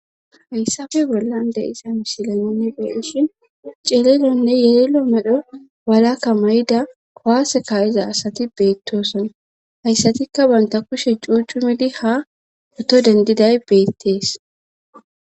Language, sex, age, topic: Gamo, female, 25-35, government